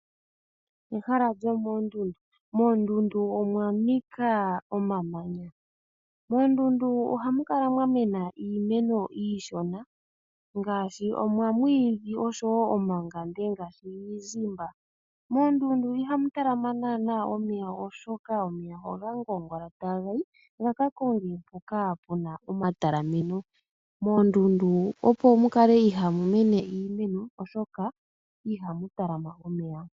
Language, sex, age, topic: Oshiwambo, male, 25-35, agriculture